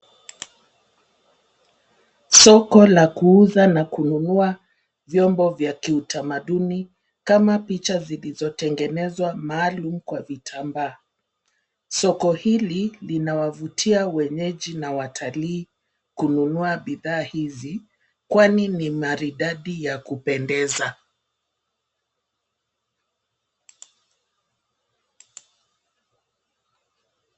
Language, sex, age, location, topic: Swahili, female, 50+, Nairobi, finance